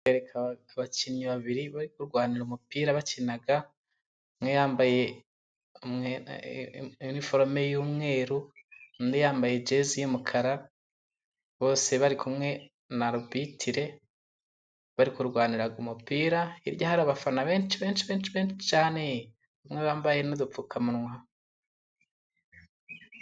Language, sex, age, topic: Kinyarwanda, male, 25-35, government